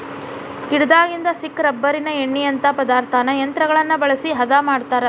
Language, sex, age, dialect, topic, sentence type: Kannada, female, 31-35, Dharwad Kannada, agriculture, statement